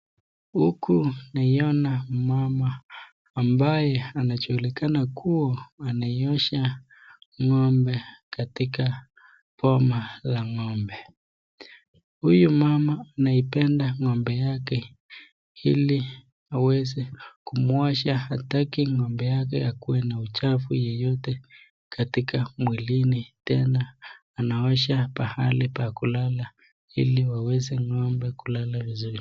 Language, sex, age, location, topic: Swahili, male, 25-35, Nakuru, agriculture